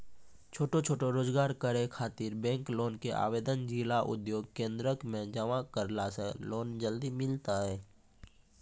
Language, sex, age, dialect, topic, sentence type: Maithili, male, 18-24, Angika, banking, question